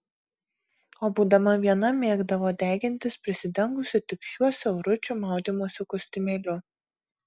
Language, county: Lithuanian, Marijampolė